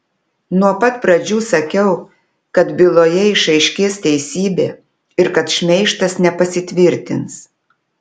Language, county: Lithuanian, Telšiai